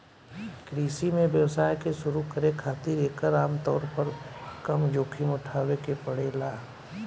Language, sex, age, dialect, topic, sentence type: Bhojpuri, male, 18-24, Southern / Standard, banking, statement